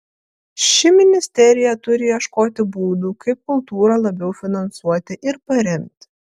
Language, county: Lithuanian, Vilnius